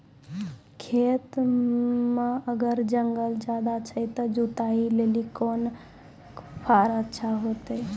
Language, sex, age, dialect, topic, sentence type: Maithili, female, 18-24, Angika, agriculture, question